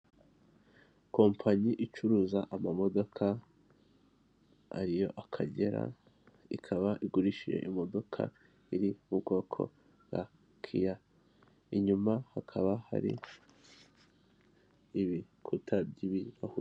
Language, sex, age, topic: Kinyarwanda, male, 18-24, finance